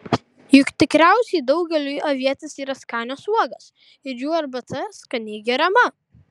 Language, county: Lithuanian, Kaunas